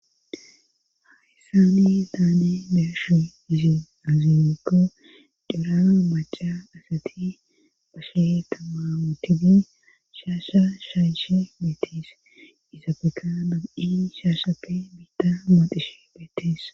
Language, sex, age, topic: Gamo, female, 25-35, government